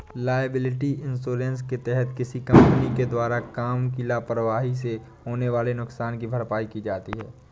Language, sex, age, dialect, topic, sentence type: Hindi, male, 18-24, Awadhi Bundeli, banking, statement